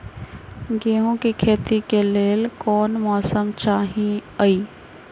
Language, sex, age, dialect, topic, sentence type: Magahi, female, 25-30, Western, agriculture, question